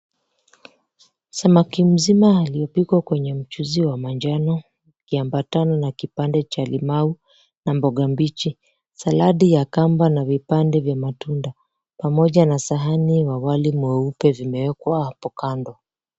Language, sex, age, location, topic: Swahili, female, 25-35, Mombasa, agriculture